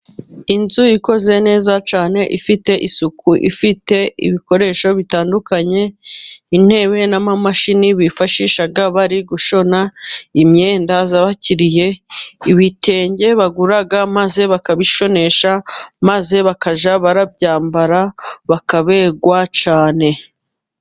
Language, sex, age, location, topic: Kinyarwanda, female, 18-24, Musanze, finance